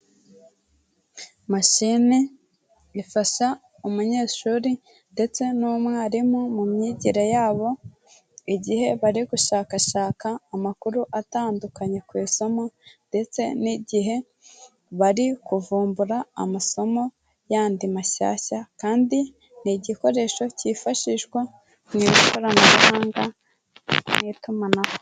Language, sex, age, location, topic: Kinyarwanda, female, 18-24, Kigali, education